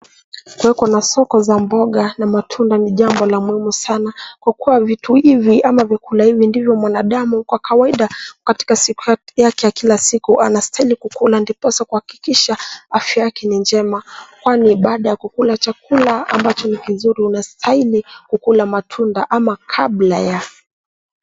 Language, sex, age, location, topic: Swahili, female, 18-24, Nairobi, health